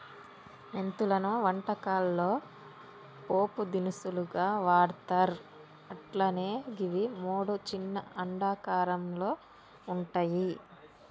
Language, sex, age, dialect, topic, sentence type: Telugu, female, 18-24, Telangana, agriculture, statement